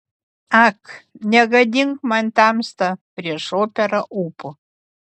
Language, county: Lithuanian, Utena